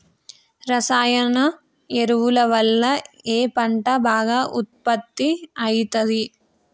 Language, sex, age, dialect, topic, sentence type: Telugu, female, 18-24, Telangana, agriculture, question